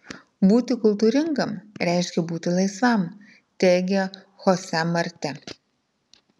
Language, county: Lithuanian, Marijampolė